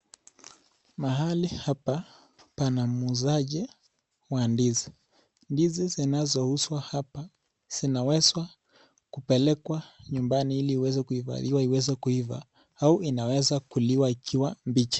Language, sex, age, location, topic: Swahili, male, 18-24, Nakuru, agriculture